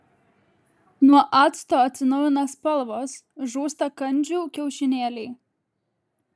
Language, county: Lithuanian, Klaipėda